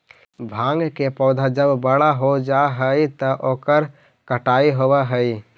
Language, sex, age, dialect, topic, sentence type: Magahi, male, 25-30, Central/Standard, agriculture, statement